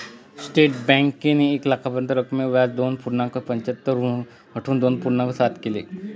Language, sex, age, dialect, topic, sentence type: Marathi, male, 36-40, Northern Konkan, banking, statement